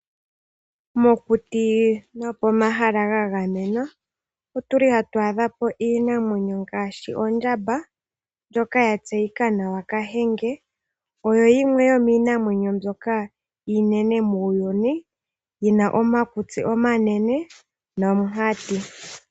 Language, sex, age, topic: Oshiwambo, female, 18-24, agriculture